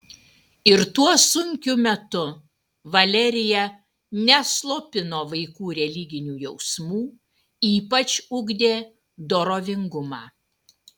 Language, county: Lithuanian, Utena